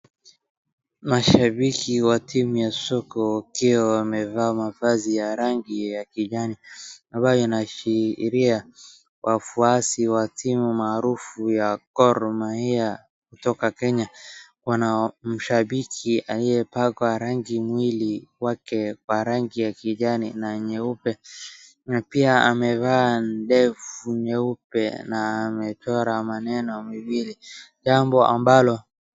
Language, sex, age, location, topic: Swahili, male, 36-49, Wajir, government